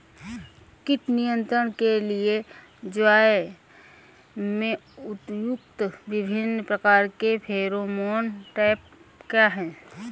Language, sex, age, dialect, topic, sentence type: Hindi, female, 25-30, Awadhi Bundeli, agriculture, question